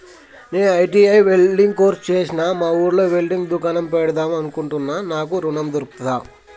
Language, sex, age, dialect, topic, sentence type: Telugu, male, 25-30, Telangana, banking, question